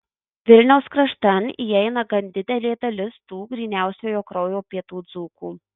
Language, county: Lithuanian, Marijampolė